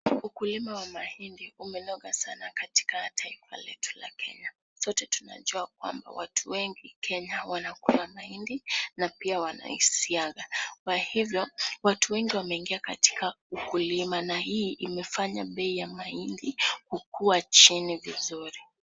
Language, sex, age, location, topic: Swahili, female, 18-24, Kisumu, agriculture